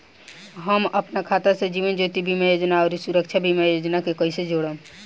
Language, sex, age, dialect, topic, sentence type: Bhojpuri, female, 18-24, Southern / Standard, banking, question